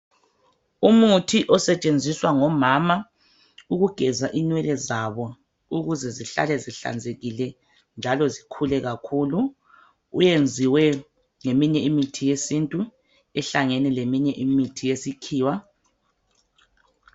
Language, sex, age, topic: North Ndebele, male, 25-35, health